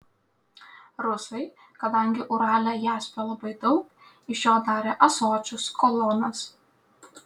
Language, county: Lithuanian, Klaipėda